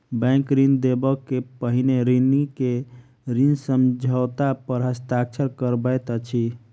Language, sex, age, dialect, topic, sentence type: Maithili, male, 41-45, Southern/Standard, banking, statement